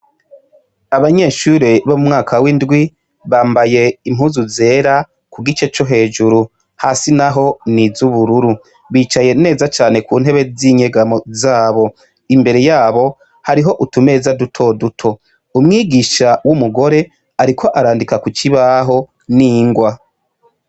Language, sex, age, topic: Rundi, male, 25-35, education